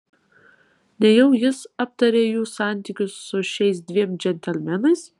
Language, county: Lithuanian, Kaunas